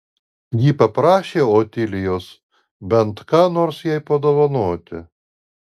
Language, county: Lithuanian, Alytus